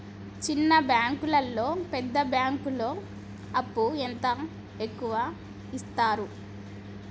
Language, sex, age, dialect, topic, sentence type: Telugu, female, 25-30, Telangana, banking, question